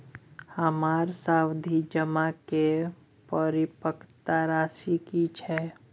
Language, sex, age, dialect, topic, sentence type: Maithili, male, 18-24, Bajjika, banking, question